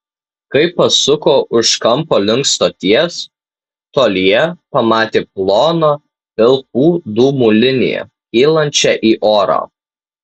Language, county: Lithuanian, Tauragė